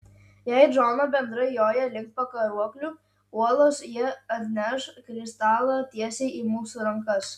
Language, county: Lithuanian, Utena